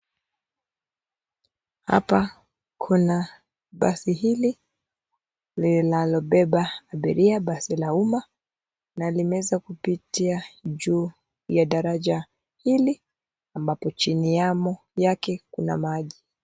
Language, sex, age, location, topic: Swahili, female, 25-35, Nairobi, government